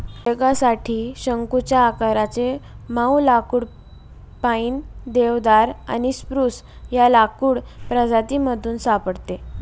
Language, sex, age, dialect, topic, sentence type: Marathi, female, 18-24, Northern Konkan, agriculture, statement